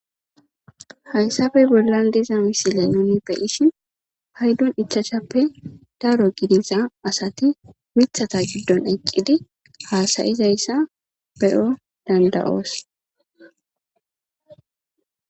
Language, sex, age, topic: Gamo, female, 18-24, agriculture